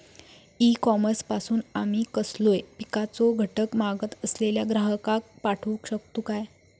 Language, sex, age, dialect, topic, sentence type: Marathi, female, 18-24, Southern Konkan, agriculture, question